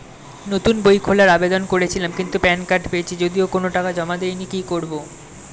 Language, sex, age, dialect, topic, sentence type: Bengali, male, 18-24, Standard Colloquial, banking, question